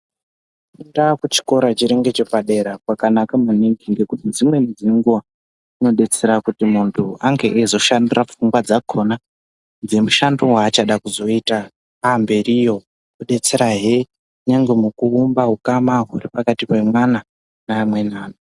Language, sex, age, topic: Ndau, male, 18-24, education